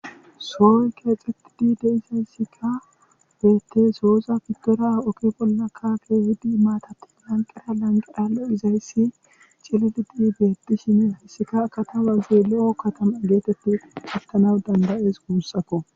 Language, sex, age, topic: Gamo, male, 36-49, government